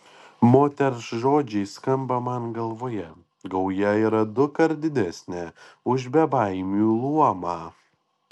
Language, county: Lithuanian, Panevėžys